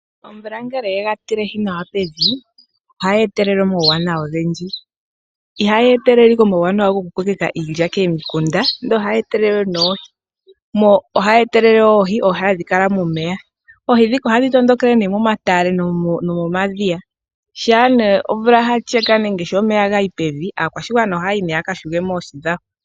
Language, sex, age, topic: Oshiwambo, female, 25-35, agriculture